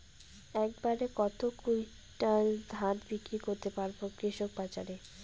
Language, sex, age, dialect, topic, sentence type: Bengali, female, 18-24, Rajbangshi, agriculture, question